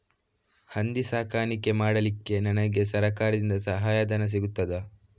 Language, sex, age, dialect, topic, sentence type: Kannada, male, 18-24, Coastal/Dakshin, agriculture, question